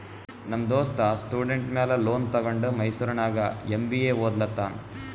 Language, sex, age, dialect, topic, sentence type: Kannada, male, 18-24, Northeastern, banking, statement